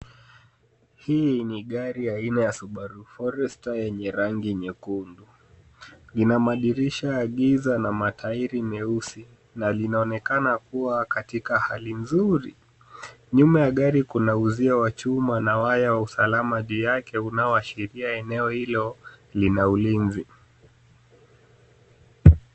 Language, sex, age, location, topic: Swahili, male, 25-35, Nairobi, finance